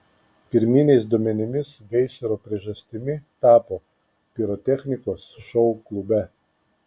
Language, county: Lithuanian, Klaipėda